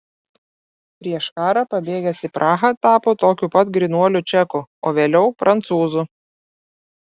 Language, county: Lithuanian, Klaipėda